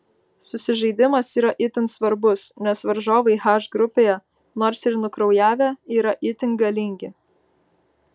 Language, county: Lithuanian, Vilnius